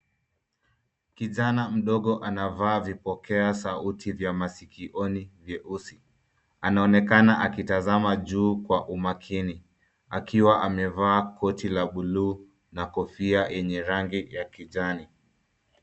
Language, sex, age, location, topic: Swahili, male, 25-35, Nairobi, education